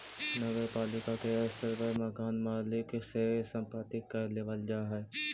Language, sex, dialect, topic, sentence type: Magahi, male, Central/Standard, banking, statement